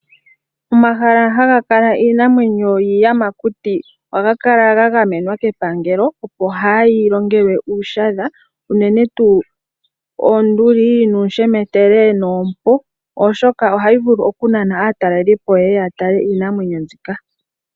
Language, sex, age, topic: Oshiwambo, female, 18-24, agriculture